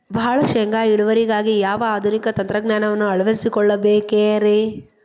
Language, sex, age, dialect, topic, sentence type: Kannada, female, 31-35, Dharwad Kannada, agriculture, question